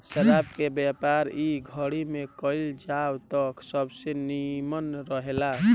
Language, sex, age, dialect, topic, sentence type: Bhojpuri, male, 18-24, Southern / Standard, agriculture, statement